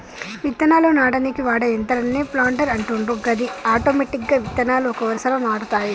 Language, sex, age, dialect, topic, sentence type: Telugu, female, 46-50, Telangana, agriculture, statement